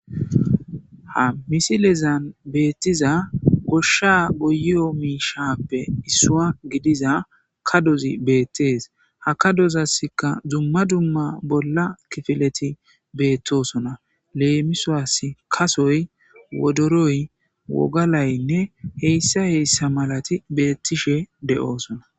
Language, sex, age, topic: Gamo, male, 18-24, agriculture